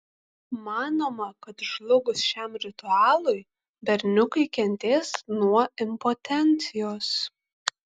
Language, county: Lithuanian, Kaunas